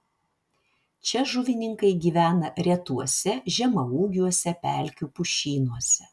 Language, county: Lithuanian, Vilnius